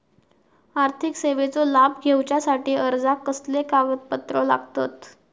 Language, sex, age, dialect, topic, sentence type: Marathi, female, 18-24, Southern Konkan, banking, question